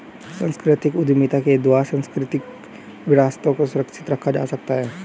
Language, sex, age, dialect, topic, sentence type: Hindi, male, 18-24, Hindustani Malvi Khadi Boli, banking, statement